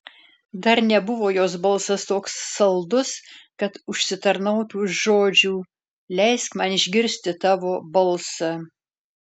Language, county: Lithuanian, Alytus